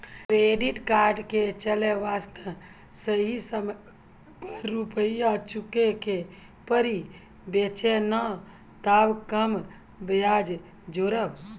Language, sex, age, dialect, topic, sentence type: Maithili, male, 60-100, Angika, banking, question